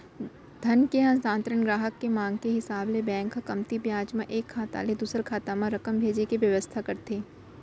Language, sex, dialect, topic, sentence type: Chhattisgarhi, female, Central, banking, statement